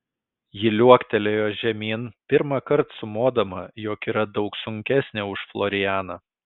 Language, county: Lithuanian, Kaunas